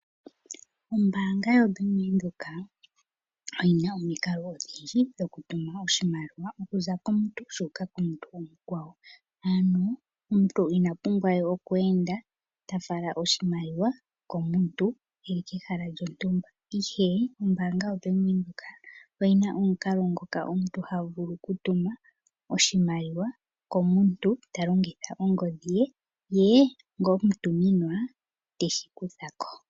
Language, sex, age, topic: Oshiwambo, female, 25-35, finance